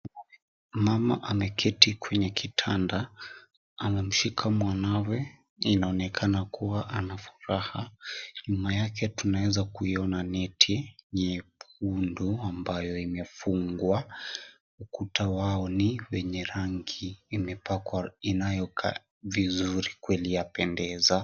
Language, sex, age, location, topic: Swahili, male, 18-24, Kisii, health